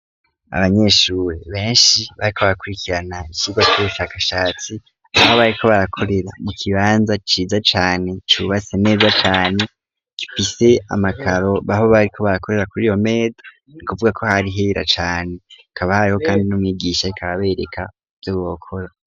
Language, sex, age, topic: Rundi, male, 18-24, education